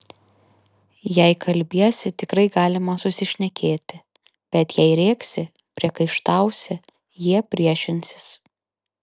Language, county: Lithuanian, Kaunas